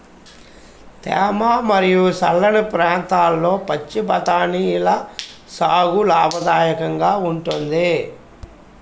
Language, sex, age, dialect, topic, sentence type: Telugu, female, 18-24, Central/Coastal, agriculture, statement